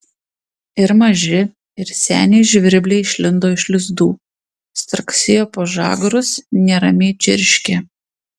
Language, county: Lithuanian, Panevėžys